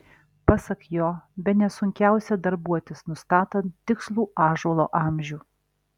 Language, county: Lithuanian, Alytus